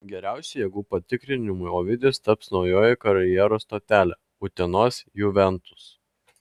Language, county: Lithuanian, Klaipėda